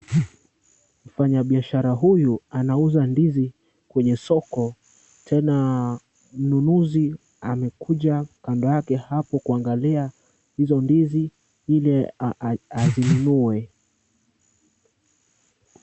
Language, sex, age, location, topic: Swahili, male, 18-24, Kisumu, agriculture